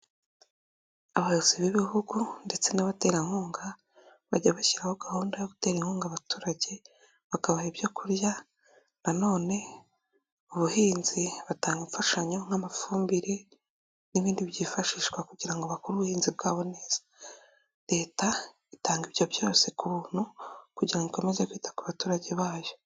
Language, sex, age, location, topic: Kinyarwanda, female, 18-24, Kigali, health